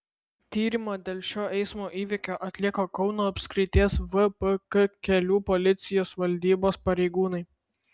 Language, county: Lithuanian, Vilnius